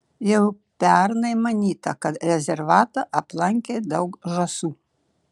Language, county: Lithuanian, Šiauliai